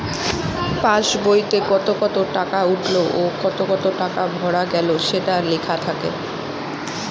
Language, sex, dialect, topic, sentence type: Bengali, female, Northern/Varendri, banking, statement